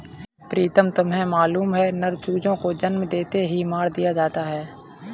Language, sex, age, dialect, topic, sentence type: Hindi, male, 18-24, Kanauji Braj Bhasha, agriculture, statement